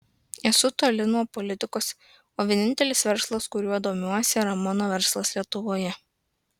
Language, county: Lithuanian, Klaipėda